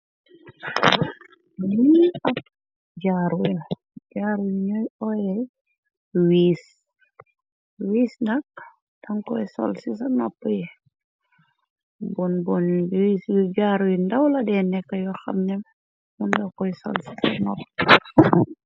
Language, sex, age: Wolof, female, 18-24